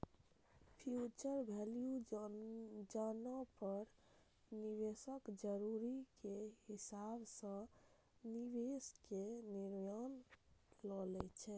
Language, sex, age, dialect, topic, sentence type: Maithili, male, 31-35, Eastern / Thethi, banking, statement